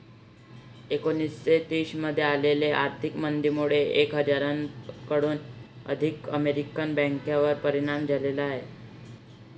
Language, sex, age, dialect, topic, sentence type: Marathi, male, 18-24, Varhadi, banking, statement